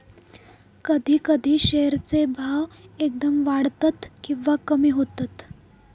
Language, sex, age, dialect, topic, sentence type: Marathi, female, 18-24, Southern Konkan, banking, statement